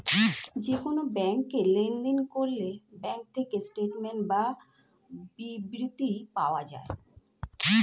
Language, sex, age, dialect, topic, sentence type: Bengali, female, 41-45, Standard Colloquial, banking, statement